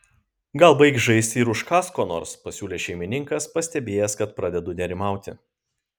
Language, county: Lithuanian, Kaunas